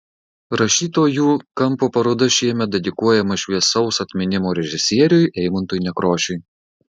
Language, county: Lithuanian, Marijampolė